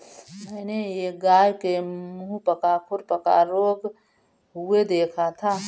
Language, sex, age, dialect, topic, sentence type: Hindi, female, 41-45, Marwari Dhudhari, agriculture, statement